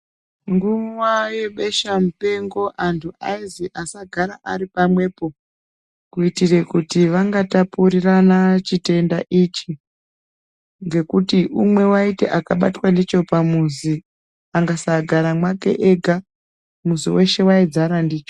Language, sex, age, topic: Ndau, female, 36-49, health